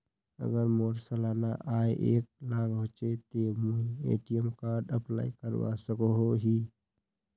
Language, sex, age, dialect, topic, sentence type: Magahi, male, 41-45, Northeastern/Surjapuri, banking, question